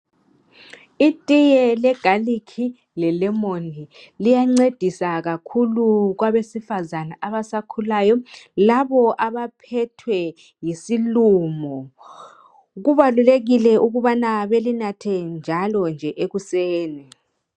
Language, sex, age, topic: North Ndebele, male, 50+, health